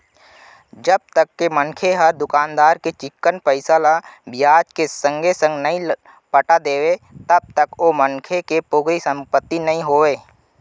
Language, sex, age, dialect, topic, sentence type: Chhattisgarhi, male, 25-30, Central, banking, statement